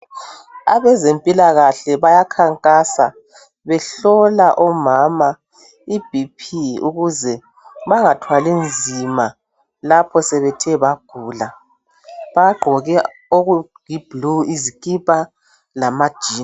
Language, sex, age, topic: North Ndebele, male, 36-49, health